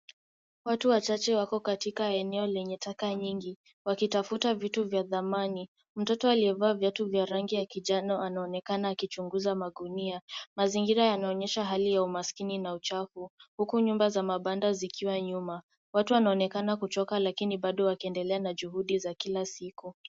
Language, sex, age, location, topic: Swahili, female, 18-24, Nairobi, government